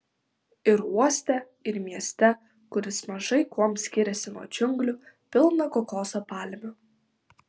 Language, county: Lithuanian, Vilnius